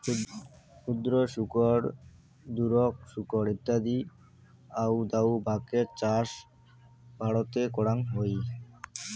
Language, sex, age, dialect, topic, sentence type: Bengali, male, 18-24, Rajbangshi, agriculture, statement